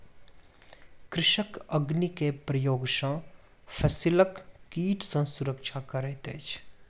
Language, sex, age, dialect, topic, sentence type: Maithili, male, 25-30, Southern/Standard, agriculture, statement